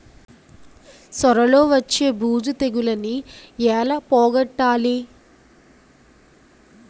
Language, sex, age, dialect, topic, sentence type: Telugu, female, 18-24, Utterandhra, agriculture, question